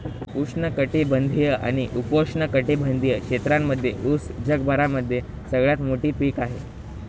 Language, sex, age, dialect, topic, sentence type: Marathi, male, 18-24, Northern Konkan, agriculture, statement